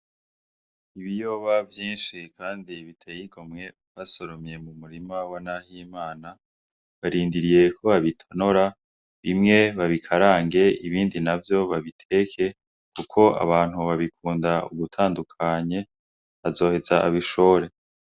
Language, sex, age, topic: Rundi, male, 18-24, agriculture